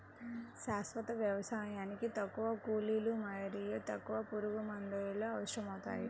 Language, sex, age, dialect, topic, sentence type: Telugu, female, 25-30, Central/Coastal, agriculture, statement